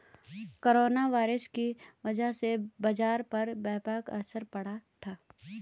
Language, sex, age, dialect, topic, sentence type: Hindi, female, 25-30, Garhwali, banking, statement